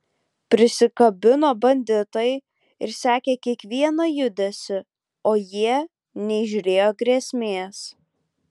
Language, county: Lithuanian, Vilnius